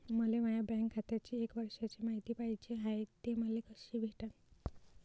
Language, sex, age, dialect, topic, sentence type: Marathi, male, 18-24, Varhadi, banking, question